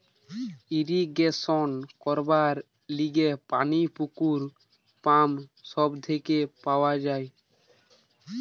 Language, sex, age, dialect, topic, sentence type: Bengali, male, 18-24, Western, agriculture, statement